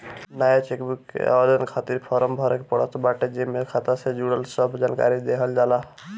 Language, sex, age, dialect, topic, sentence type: Bhojpuri, male, 18-24, Northern, banking, statement